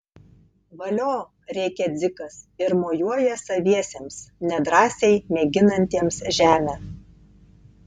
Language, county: Lithuanian, Tauragė